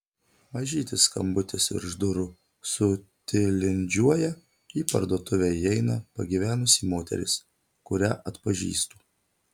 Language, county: Lithuanian, Telšiai